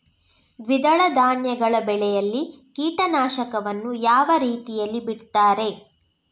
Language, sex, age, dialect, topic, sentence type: Kannada, female, 18-24, Coastal/Dakshin, agriculture, question